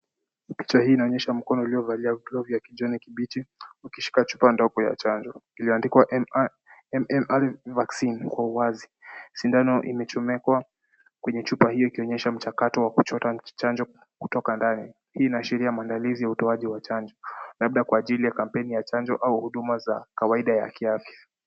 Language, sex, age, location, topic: Swahili, male, 18-24, Kisumu, health